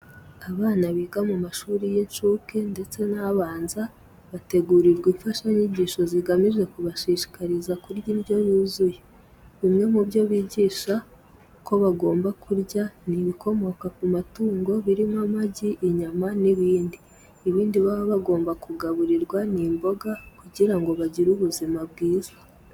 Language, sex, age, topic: Kinyarwanda, female, 18-24, education